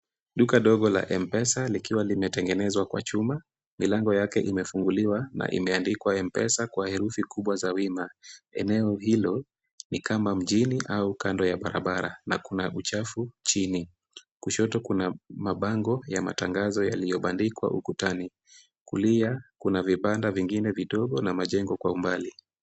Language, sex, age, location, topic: Swahili, female, 18-24, Kisumu, finance